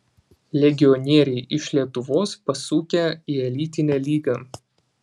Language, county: Lithuanian, Vilnius